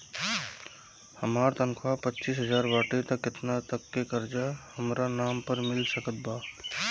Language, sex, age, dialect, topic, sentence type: Bhojpuri, male, 25-30, Southern / Standard, banking, question